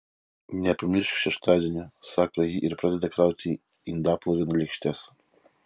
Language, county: Lithuanian, Vilnius